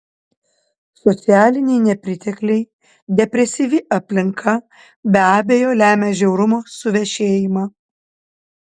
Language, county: Lithuanian, Panevėžys